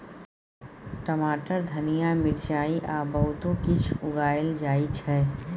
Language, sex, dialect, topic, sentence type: Maithili, female, Bajjika, agriculture, statement